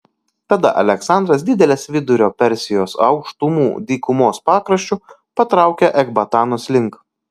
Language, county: Lithuanian, Kaunas